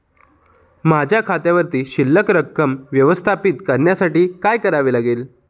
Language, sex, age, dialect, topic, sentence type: Marathi, male, 25-30, Standard Marathi, banking, question